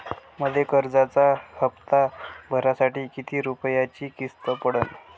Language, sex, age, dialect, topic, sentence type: Marathi, male, 18-24, Varhadi, banking, question